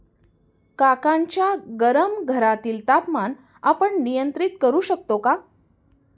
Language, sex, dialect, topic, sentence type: Marathi, female, Standard Marathi, agriculture, statement